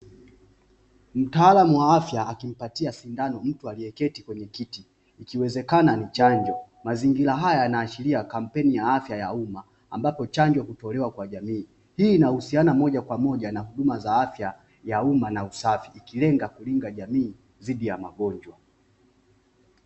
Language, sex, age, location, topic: Swahili, male, 25-35, Dar es Salaam, health